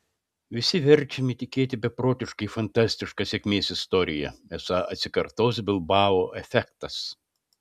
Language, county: Lithuanian, Panevėžys